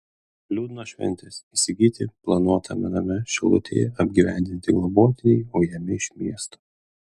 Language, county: Lithuanian, Kaunas